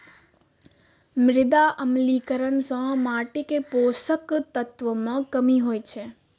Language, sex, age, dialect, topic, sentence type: Maithili, female, 18-24, Eastern / Thethi, agriculture, statement